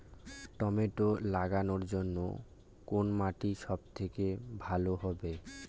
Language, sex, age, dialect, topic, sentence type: Bengali, male, 18-24, Rajbangshi, agriculture, question